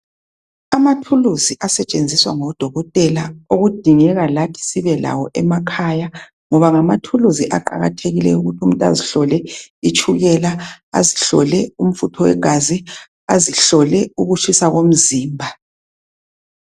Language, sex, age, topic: North Ndebele, male, 36-49, health